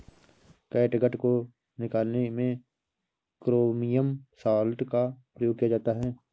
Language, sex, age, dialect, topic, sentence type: Hindi, male, 18-24, Awadhi Bundeli, agriculture, statement